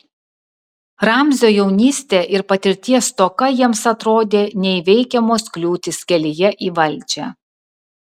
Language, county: Lithuanian, Kaunas